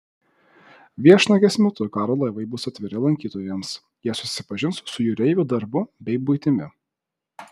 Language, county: Lithuanian, Vilnius